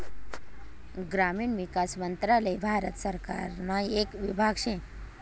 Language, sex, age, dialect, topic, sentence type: Marathi, male, 18-24, Northern Konkan, agriculture, statement